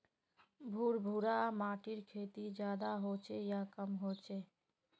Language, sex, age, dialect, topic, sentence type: Magahi, female, 18-24, Northeastern/Surjapuri, agriculture, question